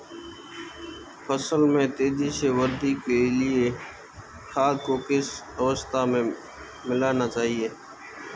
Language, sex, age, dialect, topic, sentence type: Hindi, male, 18-24, Marwari Dhudhari, agriculture, question